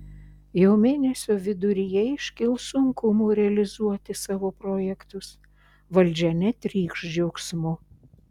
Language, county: Lithuanian, Šiauliai